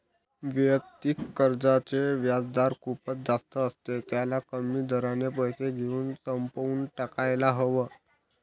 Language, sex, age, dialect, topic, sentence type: Marathi, male, 18-24, Northern Konkan, banking, statement